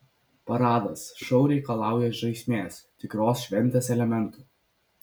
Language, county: Lithuanian, Vilnius